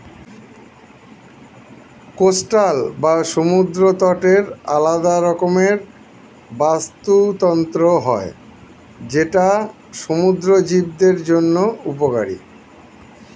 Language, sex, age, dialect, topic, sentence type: Bengali, male, 51-55, Standard Colloquial, agriculture, statement